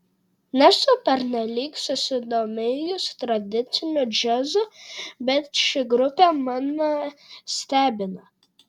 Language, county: Lithuanian, Šiauliai